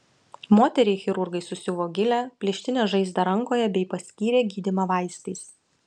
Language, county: Lithuanian, Utena